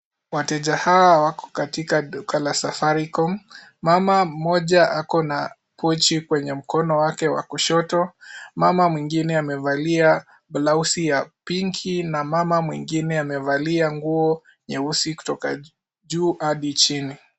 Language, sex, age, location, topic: Swahili, male, 18-24, Kisii, finance